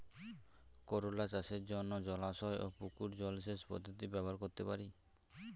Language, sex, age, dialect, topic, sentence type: Bengali, male, 18-24, Standard Colloquial, agriculture, question